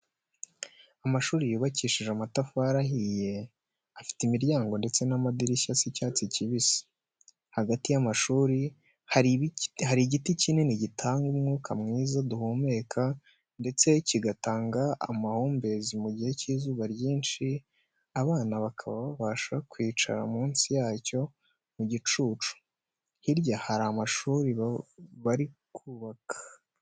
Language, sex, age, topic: Kinyarwanda, male, 18-24, education